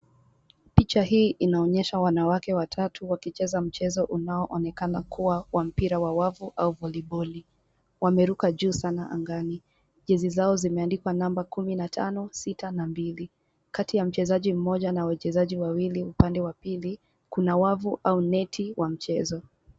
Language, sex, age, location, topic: Swahili, female, 18-24, Kisumu, government